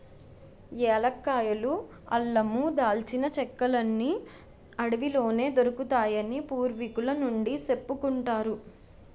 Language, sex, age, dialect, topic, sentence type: Telugu, male, 51-55, Utterandhra, agriculture, statement